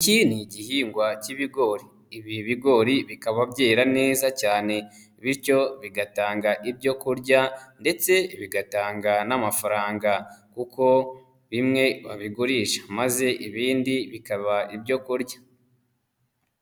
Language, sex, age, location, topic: Kinyarwanda, female, 25-35, Nyagatare, agriculture